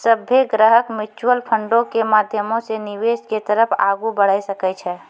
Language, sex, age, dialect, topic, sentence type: Maithili, female, 31-35, Angika, banking, statement